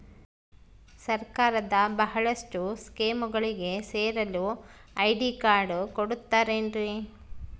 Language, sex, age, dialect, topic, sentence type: Kannada, female, 36-40, Central, banking, question